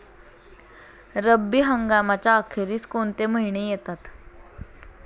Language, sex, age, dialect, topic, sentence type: Marathi, female, 18-24, Standard Marathi, agriculture, question